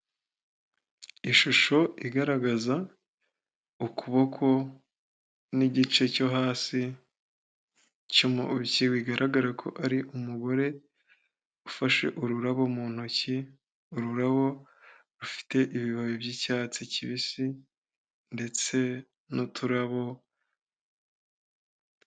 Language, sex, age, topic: Kinyarwanda, male, 18-24, health